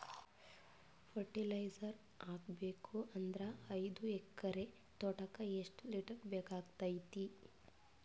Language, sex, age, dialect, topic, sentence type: Kannada, female, 18-24, Northeastern, agriculture, question